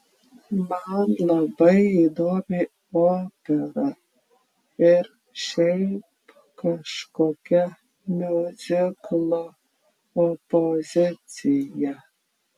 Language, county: Lithuanian, Klaipėda